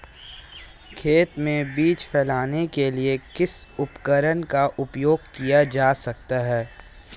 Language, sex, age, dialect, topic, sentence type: Hindi, male, 18-24, Marwari Dhudhari, agriculture, question